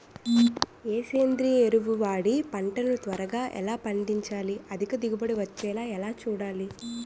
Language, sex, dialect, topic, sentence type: Telugu, female, Utterandhra, agriculture, question